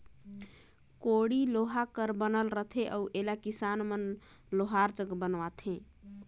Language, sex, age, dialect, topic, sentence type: Chhattisgarhi, female, 31-35, Northern/Bhandar, agriculture, statement